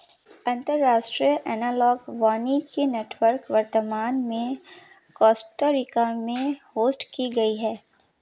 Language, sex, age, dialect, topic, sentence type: Hindi, female, 56-60, Marwari Dhudhari, agriculture, statement